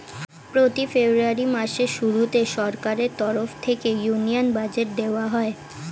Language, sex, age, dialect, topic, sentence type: Bengali, female, 18-24, Standard Colloquial, banking, statement